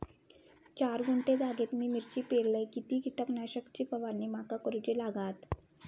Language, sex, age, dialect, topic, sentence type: Marathi, female, 18-24, Southern Konkan, agriculture, question